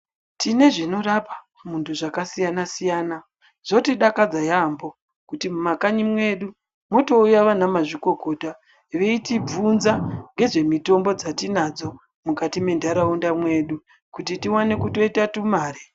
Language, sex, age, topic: Ndau, female, 25-35, health